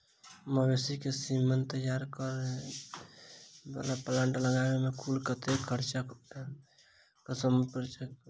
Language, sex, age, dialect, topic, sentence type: Maithili, male, 18-24, Southern/Standard, agriculture, question